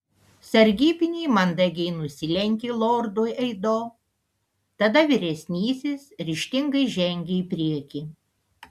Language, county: Lithuanian, Panevėžys